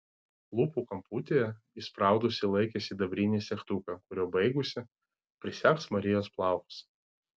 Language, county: Lithuanian, Vilnius